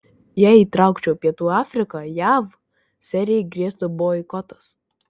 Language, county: Lithuanian, Kaunas